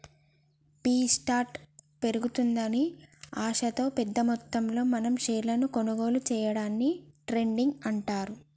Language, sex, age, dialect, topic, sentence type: Telugu, female, 25-30, Telangana, banking, statement